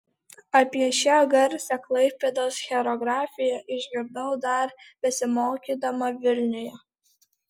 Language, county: Lithuanian, Alytus